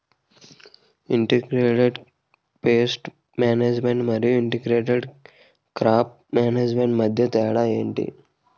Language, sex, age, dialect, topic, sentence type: Telugu, male, 18-24, Utterandhra, agriculture, question